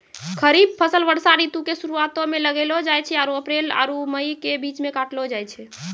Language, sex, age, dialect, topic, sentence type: Maithili, female, 18-24, Angika, agriculture, statement